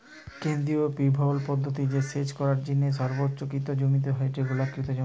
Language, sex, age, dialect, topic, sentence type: Bengali, male, 25-30, Western, agriculture, statement